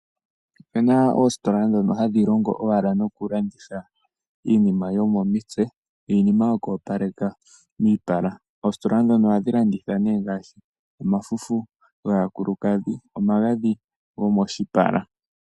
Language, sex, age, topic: Oshiwambo, male, 18-24, finance